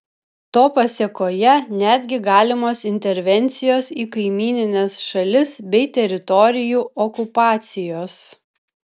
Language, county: Lithuanian, Vilnius